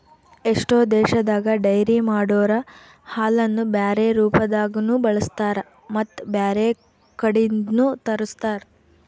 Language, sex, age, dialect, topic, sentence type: Kannada, female, 18-24, Northeastern, agriculture, statement